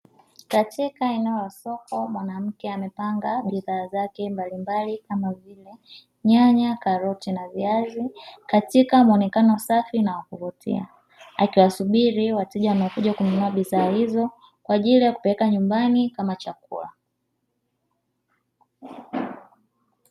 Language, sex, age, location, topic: Swahili, female, 25-35, Dar es Salaam, finance